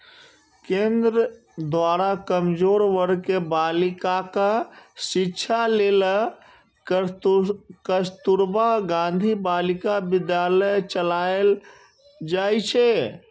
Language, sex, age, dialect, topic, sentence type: Maithili, male, 36-40, Eastern / Thethi, banking, statement